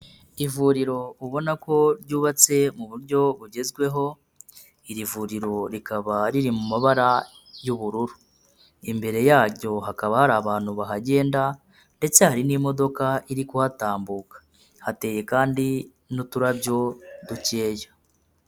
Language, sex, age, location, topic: Kinyarwanda, male, 25-35, Kigali, health